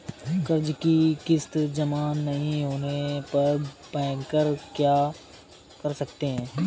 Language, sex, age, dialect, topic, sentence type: Hindi, male, 25-30, Awadhi Bundeli, banking, question